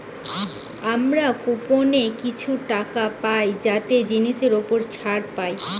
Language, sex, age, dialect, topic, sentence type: Bengali, female, 18-24, Western, banking, statement